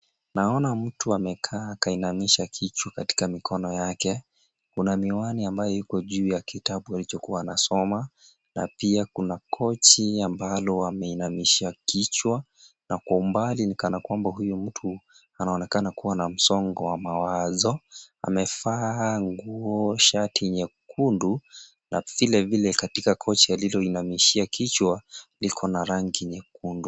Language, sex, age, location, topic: Swahili, male, 25-35, Nairobi, health